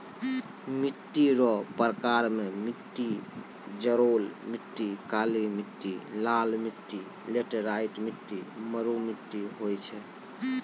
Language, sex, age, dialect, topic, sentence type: Maithili, male, 25-30, Angika, agriculture, statement